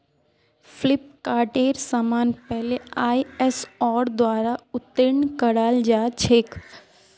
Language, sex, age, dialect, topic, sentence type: Magahi, female, 18-24, Northeastern/Surjapuri, banking, statement